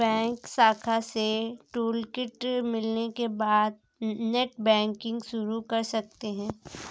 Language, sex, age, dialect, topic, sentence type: Hindi, female, 25-30, Kanauji Braj Bhasha, banking, statement